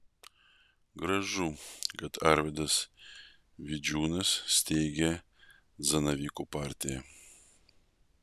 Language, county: Lithuanian, Vilnius